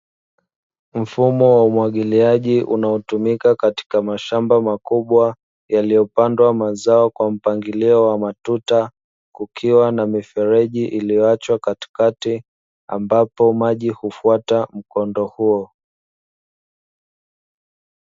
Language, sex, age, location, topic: Swahili, male, 25-35, Dar es Salaam, agriculture